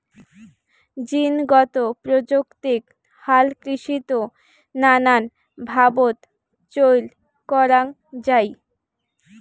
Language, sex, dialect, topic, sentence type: Bengali, female, Rajbangshi, agriculture, statement